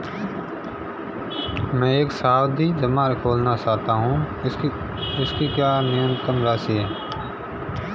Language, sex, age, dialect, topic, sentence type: Hindi, male, 25-30, Marwari Dhudhari, banking, question